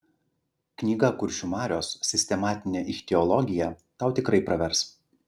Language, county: Lithuanian, Klaipėda